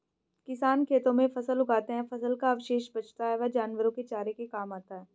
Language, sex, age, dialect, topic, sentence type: Hindi, female, 18-24, Hindustani Malvi Khadi Boli, agriculture, statement